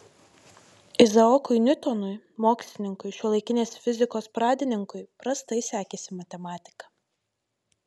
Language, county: Lithuanian, Marijampolė